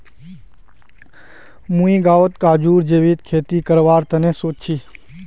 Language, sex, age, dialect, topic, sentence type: Magahi, male, 18-24, Northeastern/Surjapuri, agriculture, statement